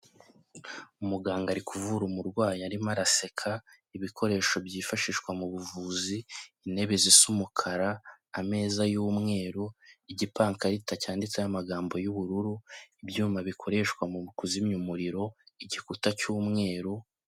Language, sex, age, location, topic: Kinyarwanda, male, 18-24, Kigali, health